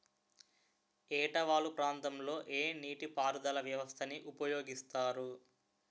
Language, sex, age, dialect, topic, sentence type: Telugu, male, 18-24, Utterandhra, agriculture, question